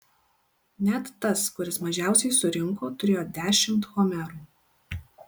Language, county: Lithuanian, Kaunas